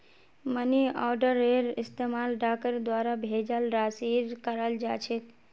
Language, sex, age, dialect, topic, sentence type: Magahi, female, 25-30, Northeastern/Surjapuri, banking, statement